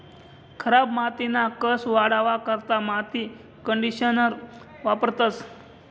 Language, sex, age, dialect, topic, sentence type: Marathi, male, 25-30, Northern Konkan, agriculture, statement